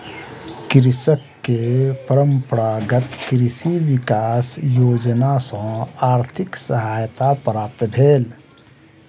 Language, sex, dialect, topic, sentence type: Maithili, male, Southern/Standard, agriculture, statement